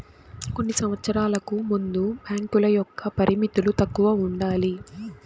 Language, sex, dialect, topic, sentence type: Telugu, female, Southern, banking, statement